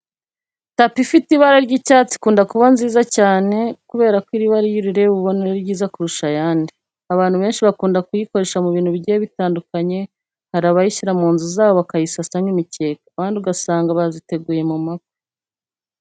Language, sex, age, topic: Kinyarwanda, female, 25-35, education